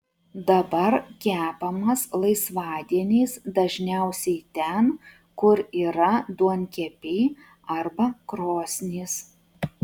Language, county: Lithuanian, Utena